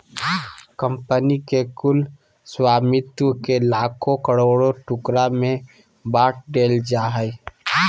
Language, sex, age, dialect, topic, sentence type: Magahi, male, 31-35, Southern, banking, statement